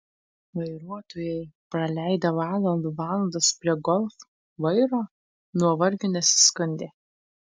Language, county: Lithuanian, Tauragė